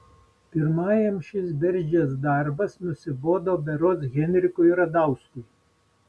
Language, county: Lithuanian, Vilnius